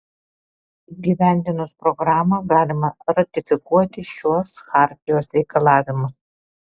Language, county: Lithuanian, Alytus